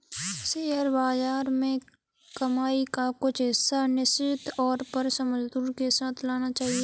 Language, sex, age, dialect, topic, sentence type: Hindi, female, 18-24, Kanauji Braj Bhasha, banking, statement